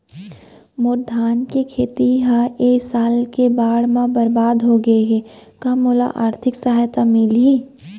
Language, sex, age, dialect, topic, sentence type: Chhattisgarhi, female, 18-24, Central, agriculture, question